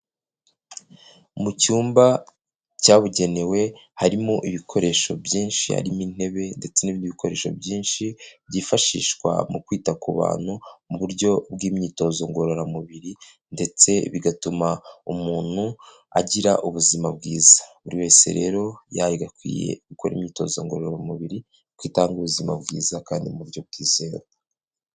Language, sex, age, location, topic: Kinyarwanda, male, 25-35, Kigali, health